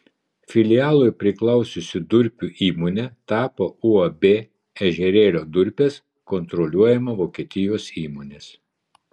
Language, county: Lithuanian, Vilnius